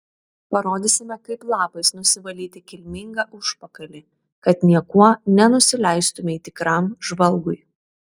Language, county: Lithuanian, Vilnius